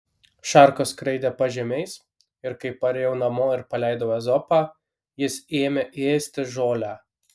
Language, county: Lithuanian, Kaunas